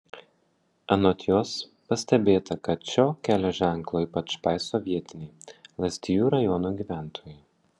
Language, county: Lithuanian, Panevėžys